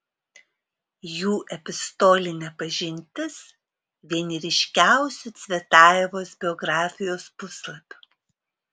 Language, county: Lithuanian, Vilnius